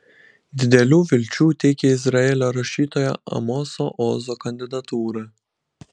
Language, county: Lithuanian, Kaunas